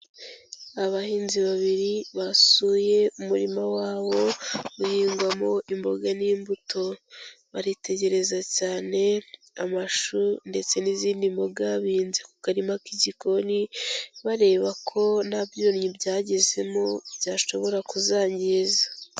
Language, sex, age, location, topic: Kinyarwanda, female, 18-24, Kigali, agriculture